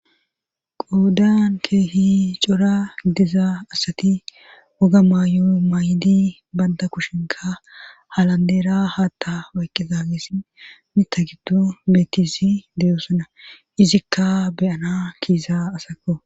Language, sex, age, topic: Gamo, female, 25-35, government